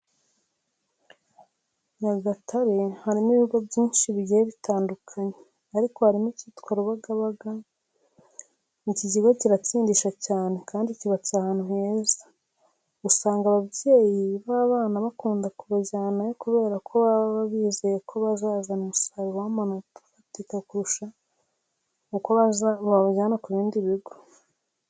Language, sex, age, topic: Kinyarwanda, female, 25-35, education